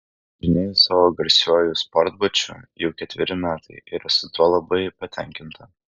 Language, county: Lithuanian, Kaunas